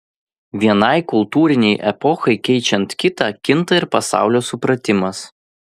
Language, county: Lithuanian, Vilnius